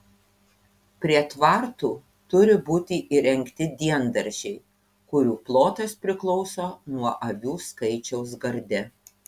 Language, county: Lithuanian, Panevėžys